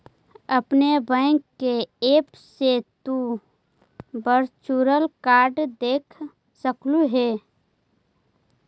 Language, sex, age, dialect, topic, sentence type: Magahi, female, 18-24, Central/Standard, banking, statement